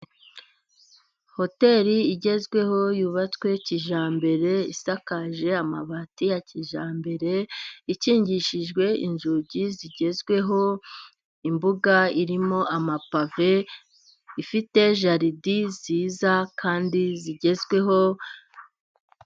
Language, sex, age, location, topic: Kinyarwanda, female, 25-35, Musanze, finance